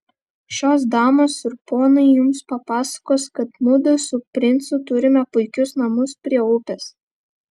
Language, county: Lithuanian, Vilnius